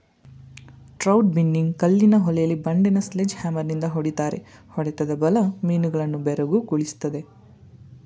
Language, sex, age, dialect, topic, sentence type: Kannada, male, 18-24, Mysore Kannada, agriculture, statement